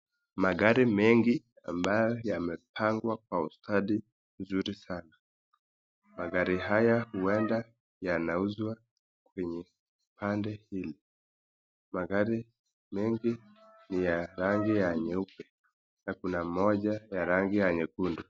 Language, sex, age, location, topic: Swahili, male, 25-35, Nakuru, finance